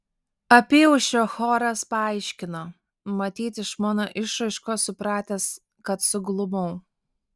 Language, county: Lithuanian, Alytus